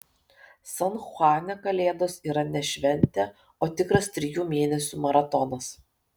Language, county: Lithuanian, Kaunas